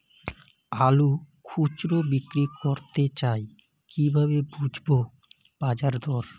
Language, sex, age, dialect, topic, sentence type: Bengali, male, 25-30, Rajbangshi, agriculture, question